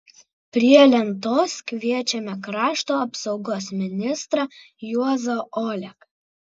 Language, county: Lithuanian, Vilnius